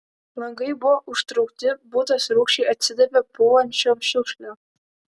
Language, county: Lithuanian, Vilnius